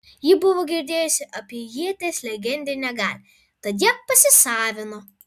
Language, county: Lithuanian, Vilnius